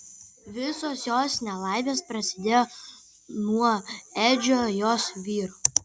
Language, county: Lithuanian, Kaunas